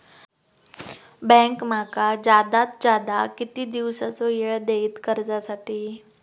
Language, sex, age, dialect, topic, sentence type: Marathi, female, 18-24, Southern Konkan, banking, question